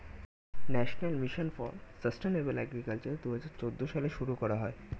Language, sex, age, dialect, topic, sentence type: Bengali, male, 18-24, Standard Colloquial, agriculture, statement